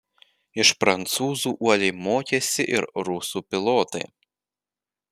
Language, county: Lithuanian, Panevėžys